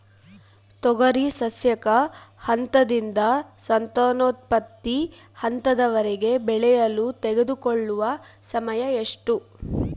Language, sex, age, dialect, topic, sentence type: Kannada, female, 18-24, Central, agriculture, question